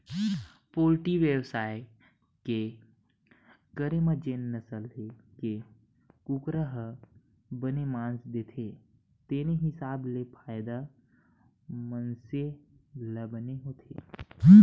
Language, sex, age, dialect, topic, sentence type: Chhattisgarhi, male, 60-100, Western/Budati/Khatahi, agriculture, statement